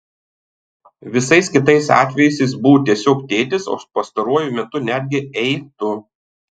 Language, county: Lithuanian, Tauragė